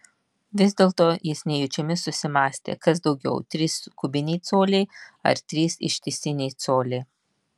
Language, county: Lithuanian, Vilnius